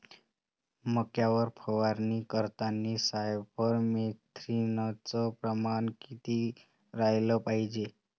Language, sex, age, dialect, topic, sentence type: Marathi, male, 18-24, Varhadi, agriculture, question